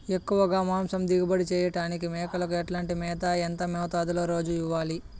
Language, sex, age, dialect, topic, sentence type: Telugu, male, 31-35, Southern, agriculture, question